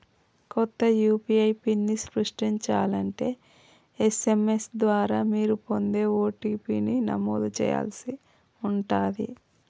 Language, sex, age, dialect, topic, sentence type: Telugu, female, 31-35, Telangana, banking, statement